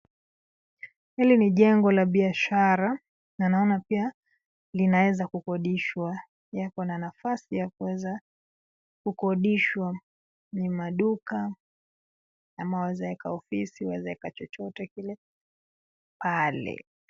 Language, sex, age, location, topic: Swahili, female, 25-35, Nairobi, finance